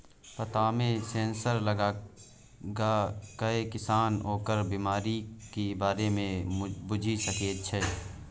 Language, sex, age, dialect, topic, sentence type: Maithili, male, 25-30, Bajjika, agriculture, statement